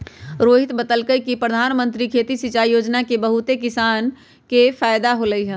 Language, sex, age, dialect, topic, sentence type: Magahi, female, 31-35, Western, agriculture, statement